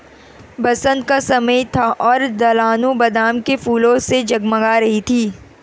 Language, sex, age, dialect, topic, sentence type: Hindi, female, 18-24, Marwari Dhudhari, agriculture, statement